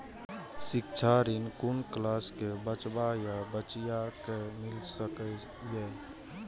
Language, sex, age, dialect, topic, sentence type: Maithili, male, 25-30, Eastern / Thethi, banking, question